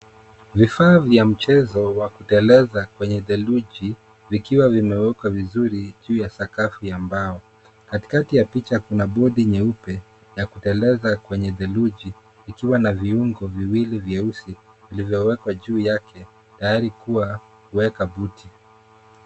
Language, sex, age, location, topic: Swahili, male, 18-24, Nairobi, health